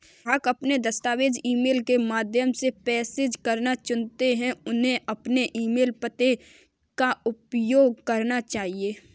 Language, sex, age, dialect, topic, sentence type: Hindi, female, 18-24, Kanauji Braj Bhasha, banking, statement